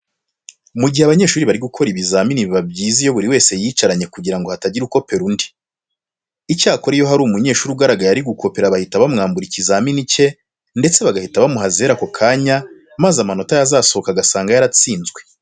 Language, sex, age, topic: Kinyarwanda, male, 25-35, education